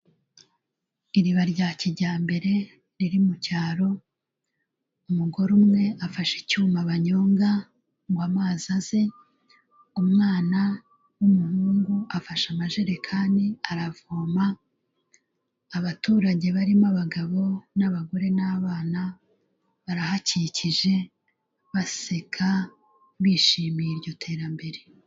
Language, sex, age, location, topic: Kinyarwanda, female, 36-49, Kigali, health